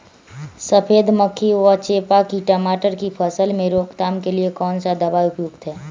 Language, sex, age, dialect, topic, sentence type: Magahi, male, 36-40, Western, agriculture, question